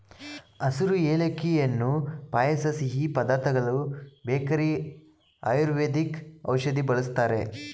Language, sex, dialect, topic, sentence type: Kannada, male, Mysore Kannada, agriculture, statement